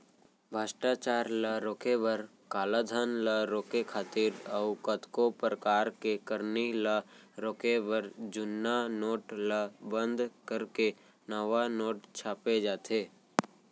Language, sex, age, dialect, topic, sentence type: Chhattisgarhi, male, 18-24, Central, banking, statement